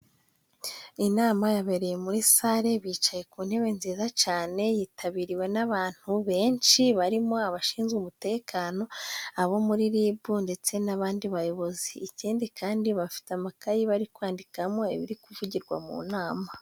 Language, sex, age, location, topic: Kinyarwanda, female, 25-35, Musanze, government